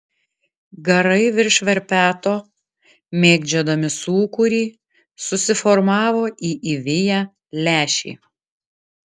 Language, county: Lithuanian, Klaipėda